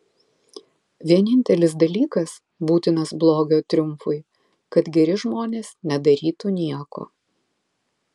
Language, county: Lithuanian, Vilnius